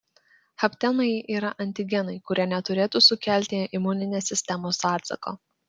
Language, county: Lithuanian, Klaipėda